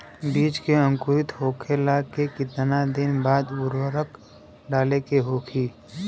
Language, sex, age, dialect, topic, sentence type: Bhojpuri, male, 25-30, Western, agriculture, question